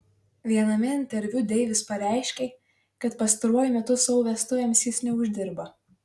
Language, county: Lithuanian, Marijampolė